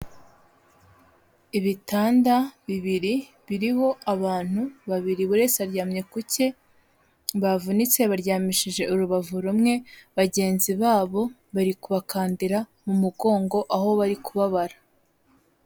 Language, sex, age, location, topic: Kinyarwanda, female, 18-24, Kigali, health